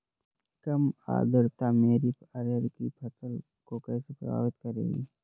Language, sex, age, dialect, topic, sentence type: Hindi, male, 31-35, Awadhi Bundeli, agriculture, question